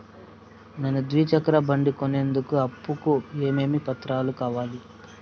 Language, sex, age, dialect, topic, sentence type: Telugu, male, 18-24, Southern, banking, question